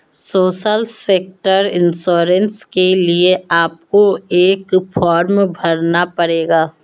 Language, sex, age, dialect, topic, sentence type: Hindi, female, 25-30, Marwari Dhudhari, banking, statement